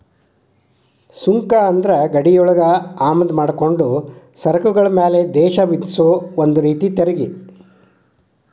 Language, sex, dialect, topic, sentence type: Kannada, male, Dharwad Kannada, banking, statement